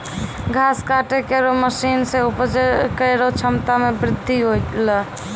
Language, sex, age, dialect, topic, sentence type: Maithili, female, 18-24, Angika, agriculture, statement